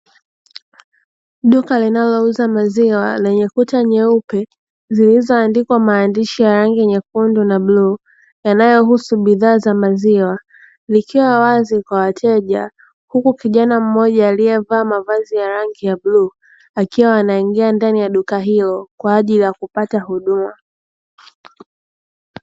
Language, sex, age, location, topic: Swahili, female, 25-35, Dar es Salaam, finance